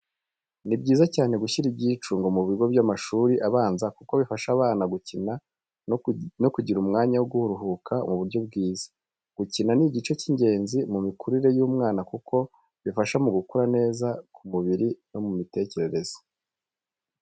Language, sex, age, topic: Kinyarwanda, male, 25-35, education